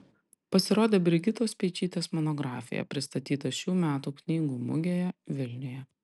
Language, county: Lithuanian, Panevėžys